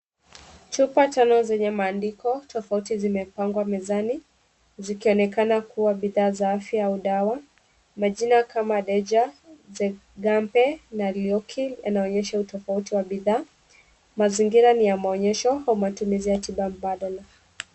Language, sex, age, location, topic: Swahili, female, 25-35, Kisumu, health